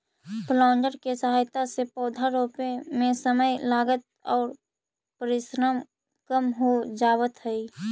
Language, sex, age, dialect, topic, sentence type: Magahi, female, 18-24, Central/Standard, banking, statement